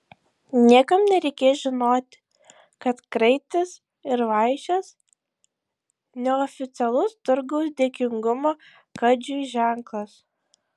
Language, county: Lithuanian, Šiauliai